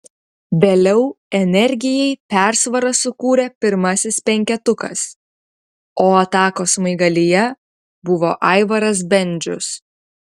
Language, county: Lithuanian, Utena